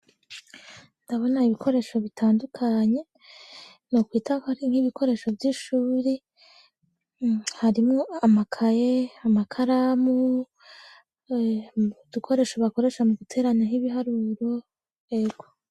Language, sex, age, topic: Rundi, female, 18-24, education